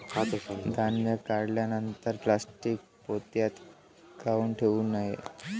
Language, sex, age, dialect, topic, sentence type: Marathi, male, <18, Varhadi, agriculture, question